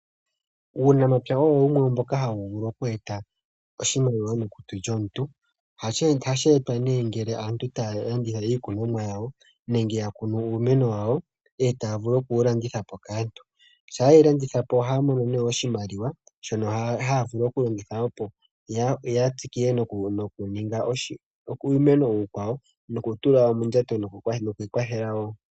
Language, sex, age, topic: Oshiwambo, male, 25-35, agriculture